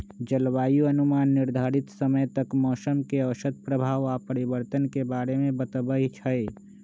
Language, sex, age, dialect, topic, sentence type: Magahi, male, 25-30, Western, agriculture, statement